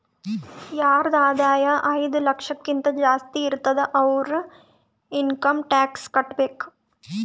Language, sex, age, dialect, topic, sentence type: Kannada, female, 18-24, Northeastern, banking, statement